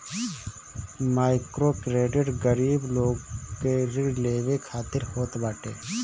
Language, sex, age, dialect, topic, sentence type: Bhojpuri, male, 25-30, Northern, banking, statement